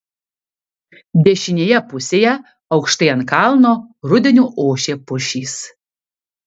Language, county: Lithuanian, Kaunas